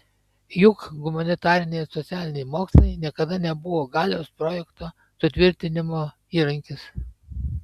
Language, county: Lithuanian, Panevėžys